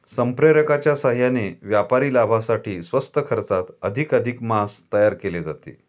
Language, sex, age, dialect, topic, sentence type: Marathi, male, 51-55, Standard Marathi, agriculture, statement